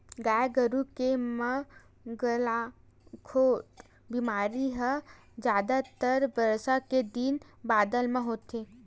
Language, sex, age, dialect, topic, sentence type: Chhattisgarhi, female, 18-24, Western/Budati/Khatahi, agriculture, statement